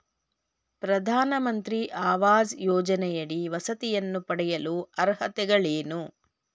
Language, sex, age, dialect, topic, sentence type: Kannada, female, 46-50, Mysore Kannada, banking, question